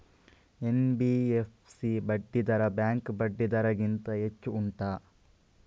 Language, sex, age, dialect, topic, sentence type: Kannada, male, 31-35, Coastal/Dakshin, banking, question